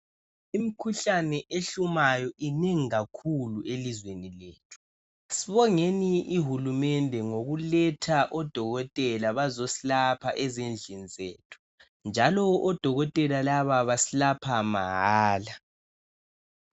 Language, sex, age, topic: North Ndebele, male, 18-24, health